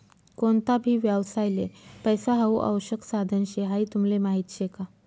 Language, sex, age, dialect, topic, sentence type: Marathi, female, 31-35, Northern Konkan, banking, statement